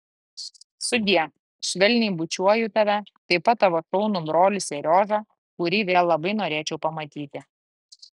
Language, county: Lithuanian, Klaipėda